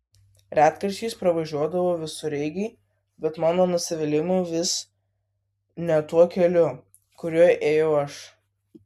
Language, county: Lithuanian, Vilnius